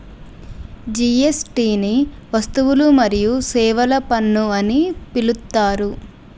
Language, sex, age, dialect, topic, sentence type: Telugu, female, 25-30, Telangana, banking, statement